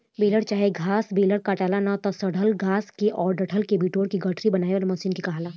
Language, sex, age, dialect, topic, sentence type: Bhojpuri, female, 18-24, Southern / Standard, agriculture, statement